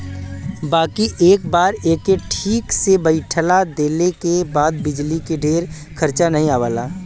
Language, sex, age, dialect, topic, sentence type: Bhojpuri, male, 25-30, Western, agriculture, statement